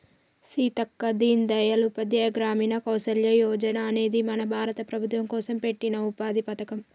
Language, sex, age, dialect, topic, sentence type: Telugu, female, 41-45, Telangana, banking, statement